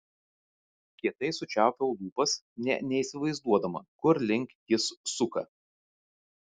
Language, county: Lithuanian, Vilnius